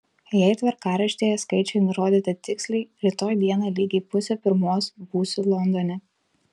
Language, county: Lithuanian, Telšiai